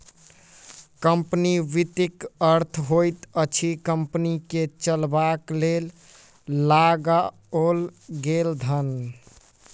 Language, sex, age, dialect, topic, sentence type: Maithili, male, 18-24, Southern/Standard, banking, statement